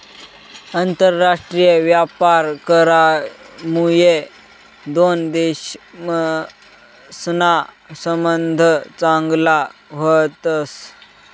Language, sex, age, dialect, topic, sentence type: Marathi, male, 18-24, Northern Konkan, banking, statement